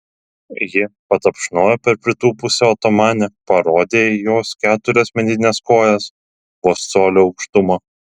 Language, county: Lithuanian, Telšiai